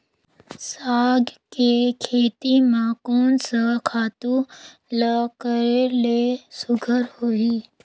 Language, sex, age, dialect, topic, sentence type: Chhattisgarhi, female, 18-24, Northern/Bhandar, agriculture, question